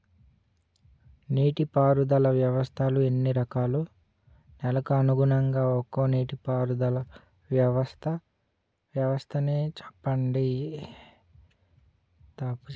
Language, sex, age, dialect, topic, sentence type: Telugu, male, 18-24, Utterandhra, agriculture, question